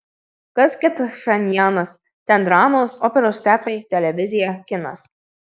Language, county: Lithuanian, Marijampolė